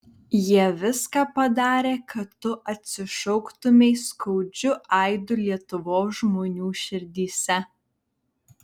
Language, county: Lithuanian, Vilnius